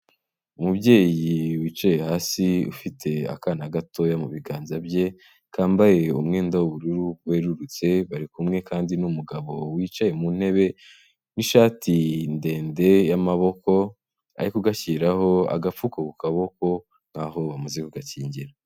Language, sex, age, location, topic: Kinyarwanda, male, 18-24, Kigali, health